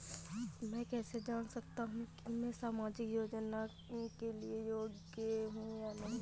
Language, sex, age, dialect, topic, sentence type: Hindi, female, 25-30, Awadhi Bundeli, banking, question